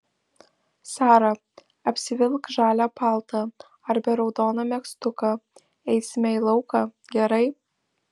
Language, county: Lithuanian, Vilnius